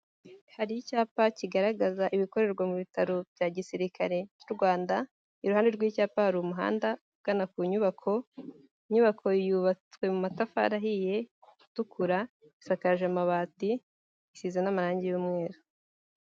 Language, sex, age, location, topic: Kinyarwanda, female, 18-24, Kigali, health